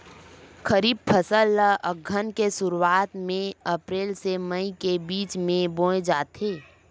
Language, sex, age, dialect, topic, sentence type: Chhattisgarhi, female, 18-24, Western/Budati/Khatahi, agriculture, statement